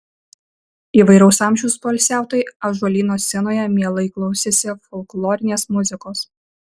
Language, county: Lithuanian, Vilnius